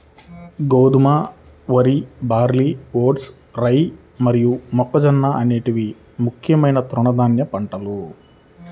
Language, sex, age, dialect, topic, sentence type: Telugu, male, 31-35, Central/Coastal, agriculture, statement